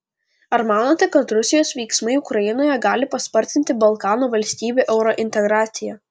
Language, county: Lithuanian, Vilnius